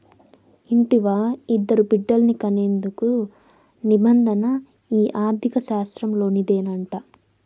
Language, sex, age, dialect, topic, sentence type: Telugu, female, 18-24, Southern, banking, statement